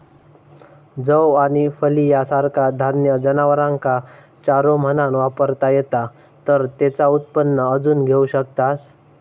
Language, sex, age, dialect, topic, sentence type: Marathi, male, 18-24, Southern Konkan, agriculture, statement